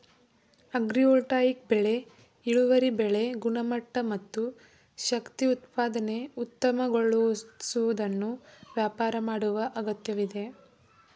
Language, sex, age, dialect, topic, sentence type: Kannada, female, 18-24, Mysore Kannada, agriculture, statement